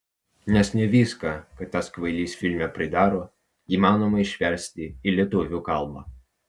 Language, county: Lithuanian, Vilnius